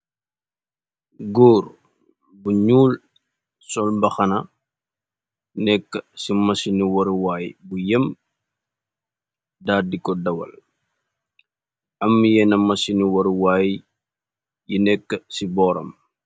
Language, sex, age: Wolof, male, 25-35